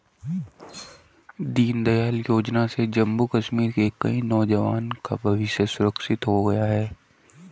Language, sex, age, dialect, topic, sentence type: Hindi, female, 31-35, Hindustani Malvi Khadi Boli, banking, statement